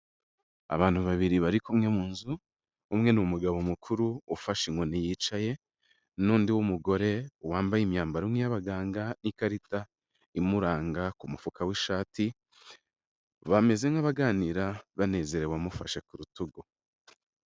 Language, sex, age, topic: Kinyarwanda, male, 25-35, health